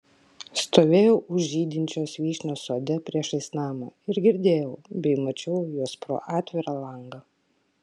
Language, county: Lithuanian, Klaipėda